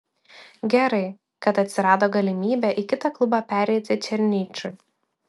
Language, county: Lithuanian, Klaipėda